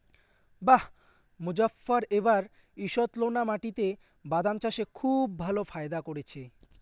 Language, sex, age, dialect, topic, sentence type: Bengali, male, <18, Rajbangshi, agriculture, question